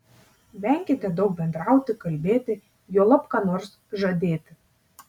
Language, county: Lithuanian, Tauragė